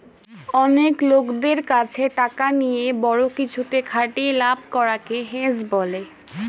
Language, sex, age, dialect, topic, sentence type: Bengali, female, 18-24, Standard Colloquial, banking, statement